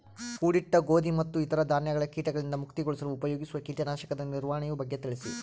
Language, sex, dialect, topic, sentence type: Kannada, male, Central, agriculture, question